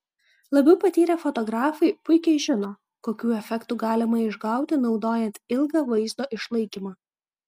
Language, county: Lithuanian, Kaunas